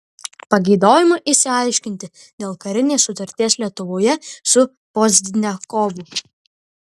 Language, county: Lithuanian, Marijampolė